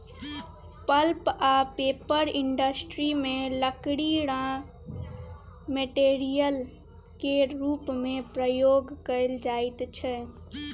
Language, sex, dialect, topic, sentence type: Maithili, female, Bajjika, agriculture, statement